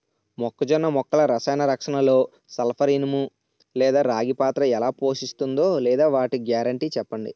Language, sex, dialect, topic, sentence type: Telugu, male, Utterandhra, agriculture, question